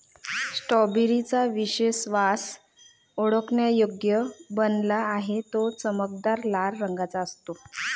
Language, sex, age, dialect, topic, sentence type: Marathi, male, 31-35, Varhadi, agriculture, statement